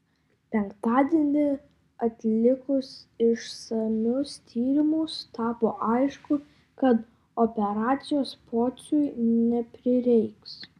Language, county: Lithuanian, Vilnius